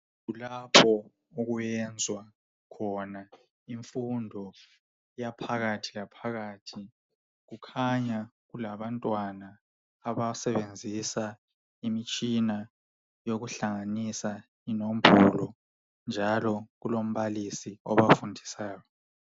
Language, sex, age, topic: North Ndebele, male, 25-35, education